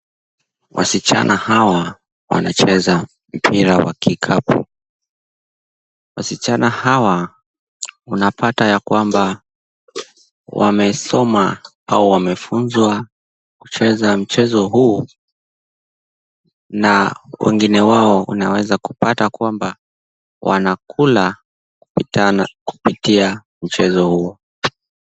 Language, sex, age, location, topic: Swahili, male, 18-24, Kisumu, government